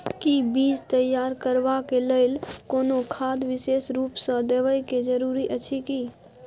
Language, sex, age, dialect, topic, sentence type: Maithili, female, 18-24, Bajjika, agriculture, question